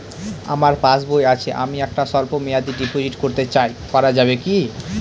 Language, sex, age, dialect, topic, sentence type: Bengali, male, 18-24, Northern/Varendri, banking, question